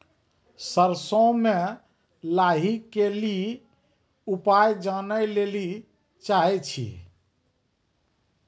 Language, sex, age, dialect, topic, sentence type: Maithili, male, 36-40, Angika, agriculture, question